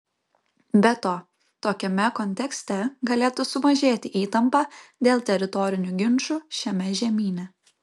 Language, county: Lithuanian, Kaunas